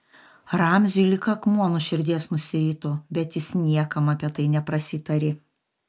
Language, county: Lithuanian, Panevėžys